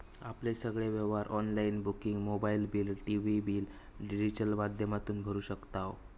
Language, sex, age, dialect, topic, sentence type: Marathi, male, 18-24, Southern Konkan, banking, statement